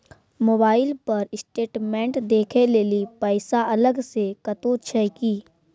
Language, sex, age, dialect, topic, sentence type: Maithili, male, 46-50, Angika, banking, question